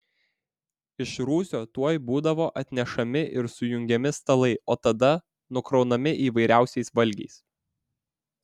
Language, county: Lithuanian, Vilnius